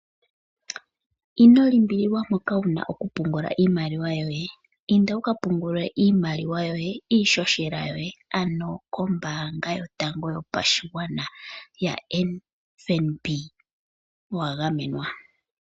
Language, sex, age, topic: Oshiwambo, female, 25-35, finance